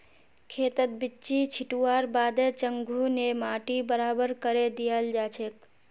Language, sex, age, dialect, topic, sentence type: Magahi, female, 46-50, Northeastern/Surjapuri, agriculture, statement